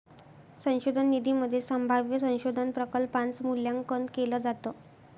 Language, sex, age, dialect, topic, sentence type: Marathi, female, 51-55, Northern Konkan, banking, statement